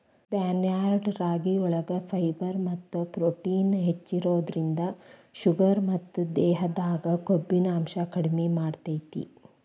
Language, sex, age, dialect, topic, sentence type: Kannada, female, 41-45, Dharwad Kannada, agriculture, statement